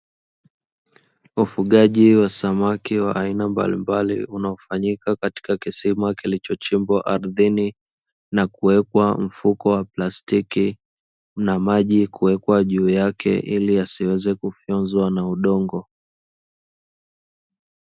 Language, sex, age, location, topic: Swahili, male, 18-24, Dar es Salaam, agriculture